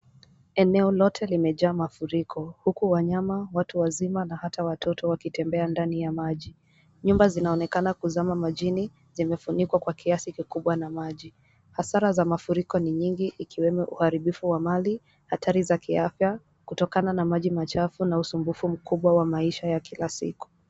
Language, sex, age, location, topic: Swahili, female, 18-24, Kisumu, health